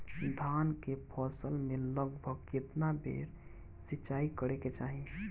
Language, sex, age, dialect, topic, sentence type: Bhojpuri, male, 18-24, Northern, agriculture, question